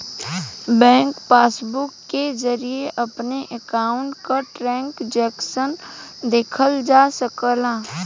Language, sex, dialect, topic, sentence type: Bhojpuri, female, Western, banking, statement